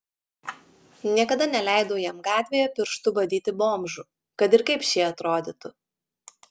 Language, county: Lithuanian, Klaipėda